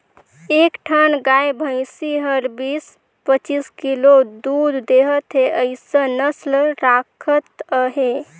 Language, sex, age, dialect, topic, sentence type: Chhattisgarhi, female, 18-24, Northern/Bhandar, agriculture, statement